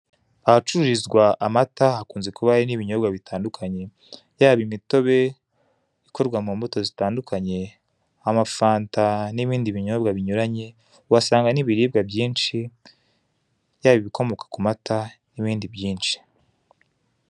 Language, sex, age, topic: Kinyarwanda, male, 18-24, finance